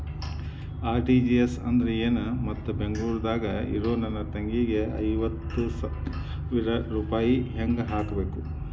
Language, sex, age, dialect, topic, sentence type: Kannada, male, 41-45, Dharwad Kannada, banking, question